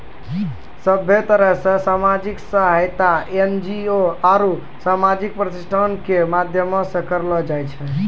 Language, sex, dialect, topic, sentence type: Maithili, male, Angika, banking, statement